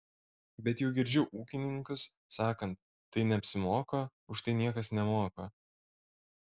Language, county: Lithuanian, Šiauliai